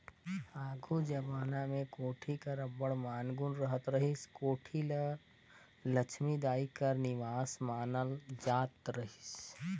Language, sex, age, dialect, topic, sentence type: Chhattisgarhi, male, 18-24, Northern/Bhandar, agriculture, statement